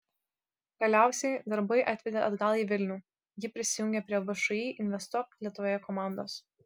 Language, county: Lithuanian, Kaunas